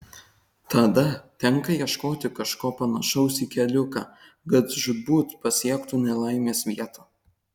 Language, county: Lithuanian, Kaunas